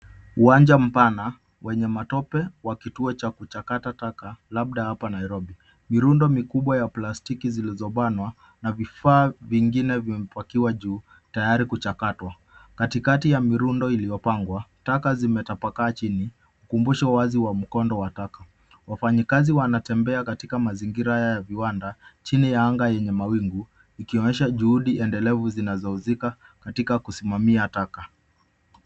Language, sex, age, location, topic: Swahili, male, 25-35, Nairobi, government